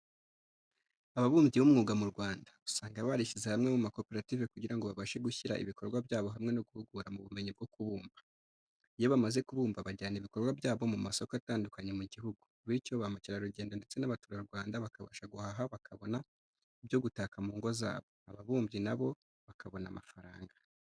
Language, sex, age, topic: Kinyarwanda, male, 25-35, education